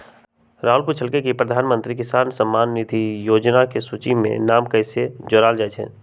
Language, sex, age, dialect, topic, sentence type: Magahi, male, 18-24, Western, agriculture, statement